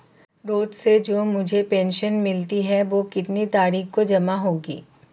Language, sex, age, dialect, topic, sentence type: Hindi, female, 31-35, Marwari Dhudhari, banking, question